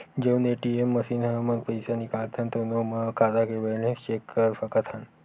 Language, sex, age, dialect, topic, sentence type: Chhattisgarhi, male, 51-55, Western/Budati/Khatahi, banking, statement